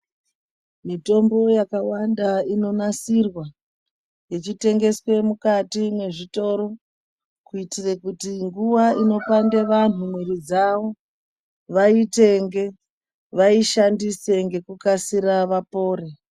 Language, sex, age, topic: Ndau, female, 36-49, health